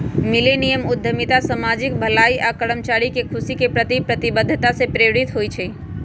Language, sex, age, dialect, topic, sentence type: Magahi, female, 31-35, Western, banking, statement